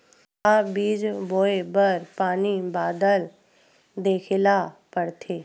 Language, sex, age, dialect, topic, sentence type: Chhattisgarhi, female, 51-55, Western/Budati/Khatahi, agriculture, question